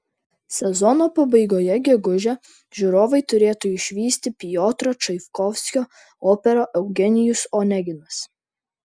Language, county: Lithuanian, Vilnius